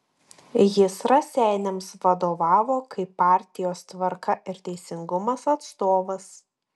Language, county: Lithuanian, Klaipėda